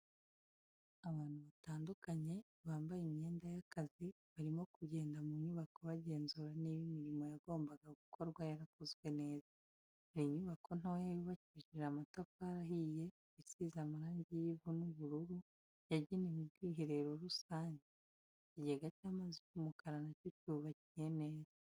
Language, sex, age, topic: Kinyarwanda, female, 25-35, education